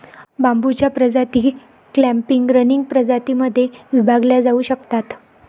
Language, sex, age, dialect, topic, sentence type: Marathi, female, 25-30, Varhadi, agriculture, statement